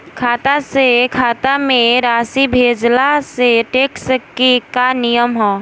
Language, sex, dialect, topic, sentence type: Bhojpuri, female, Southern / Standard, banking, question